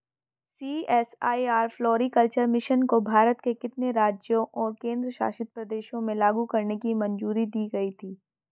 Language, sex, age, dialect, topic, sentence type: Hindi, female, 31-35, Hindustani Malvi Khadi Boli, banking, question